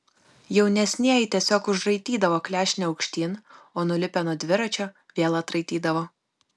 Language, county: Lithuanian, Kaunas